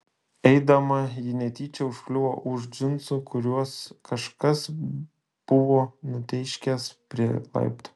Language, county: Lithuanian, Šiauliai